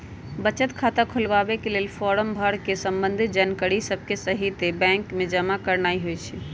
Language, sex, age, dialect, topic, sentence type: Magahi, male, 18-24, Western, banking, statement